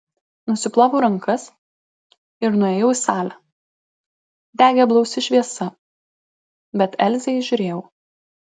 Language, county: Lithuanian, Klaipėda